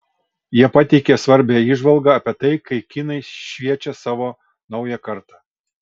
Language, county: Lithuanian, Kaunas